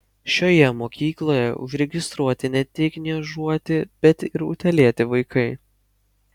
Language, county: Lithuanian, Kaunas